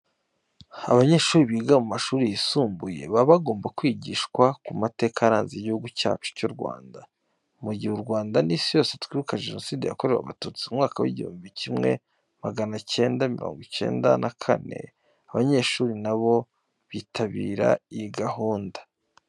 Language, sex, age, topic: Kinyarwanda, male, 25-35, education